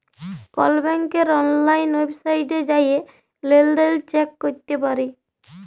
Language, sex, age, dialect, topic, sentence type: Bengali, female, 18-24, Jharkhandi, banking, statement